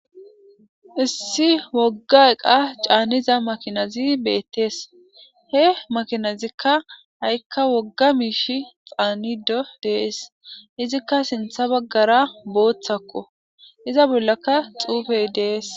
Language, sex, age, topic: Gamo, female, 25-35, government